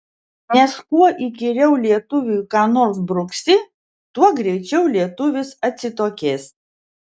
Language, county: Lithuanian, Vilnius